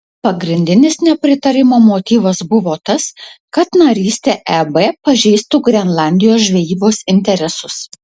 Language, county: Lithuanian, Utena